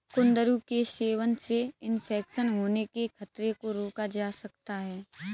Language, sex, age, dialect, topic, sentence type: Hindi, female, 18-24, Kanauji Braj Bhasha, agriculture, statement